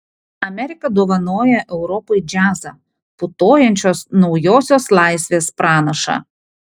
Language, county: Lithuanian, Panevėžys